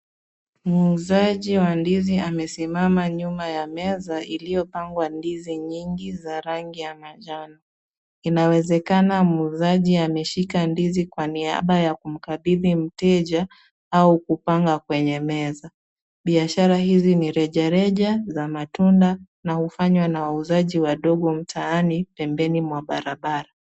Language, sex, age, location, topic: Swahili, female, 25-35, Kisumu, agriculture